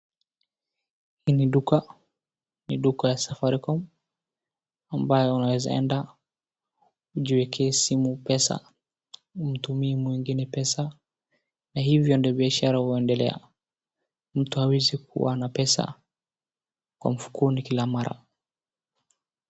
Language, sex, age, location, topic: Swahili, male, 18-24, Wajir, finance